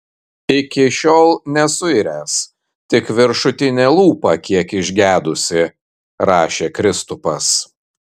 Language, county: Lithuanian, Kaunas